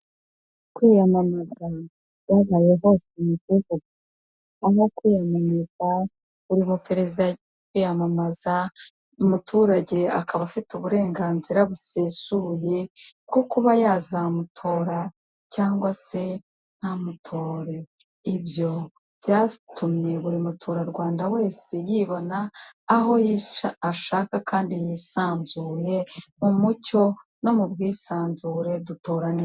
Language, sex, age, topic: Kinyarwanda, female, 36-49, government